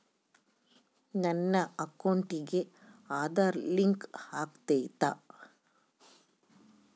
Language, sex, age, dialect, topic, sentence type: Kannada, female, 25-30, Central, banking, question